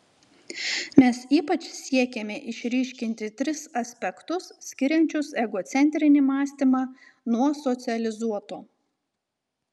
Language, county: Lithuanian, Telšiai